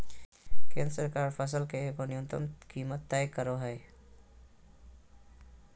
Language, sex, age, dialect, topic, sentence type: Magahi, male, 31-35, Southern, agriculture, statement